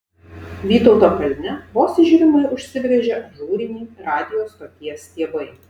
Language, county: Lithuanian, Vilnius